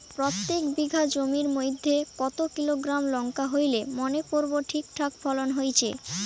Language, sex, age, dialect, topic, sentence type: Bengali, female, 18-24, Rajbangshi, agriculture, question